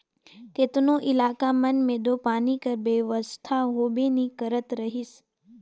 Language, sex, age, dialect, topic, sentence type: Chhattisgarhi, female, 18-24, Northern/Bhandar, agriculture, statement